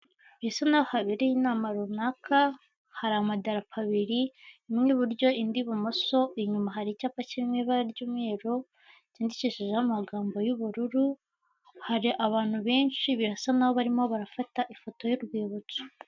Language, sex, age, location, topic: Kinyarwanda, female, 25-35, Kigali, health